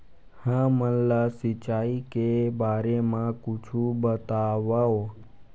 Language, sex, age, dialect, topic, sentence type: Chhattisgarhi, male, 41-45, Western/Budati/Khatahi, agriculture, question